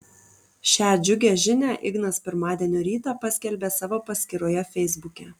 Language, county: Lithuanian, Kaunas